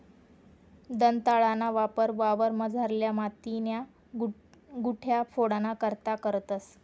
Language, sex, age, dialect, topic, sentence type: Marathi, female, 18-24, Northern Konkan, agriculture, statement